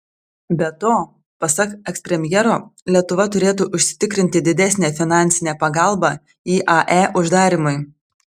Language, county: Lithuanian, Telšiai